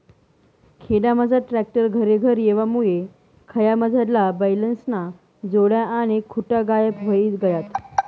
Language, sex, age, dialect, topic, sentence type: Marathi, female, 18-24, Northern Konkan, agriculture, statement